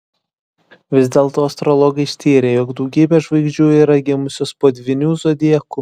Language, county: Lithuanian, Šiauliai